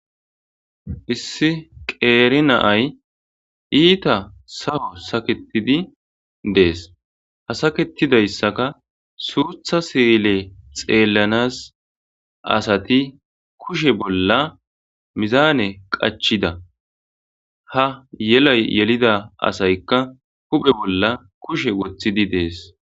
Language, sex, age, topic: Gamo, male, 25-35, agriculture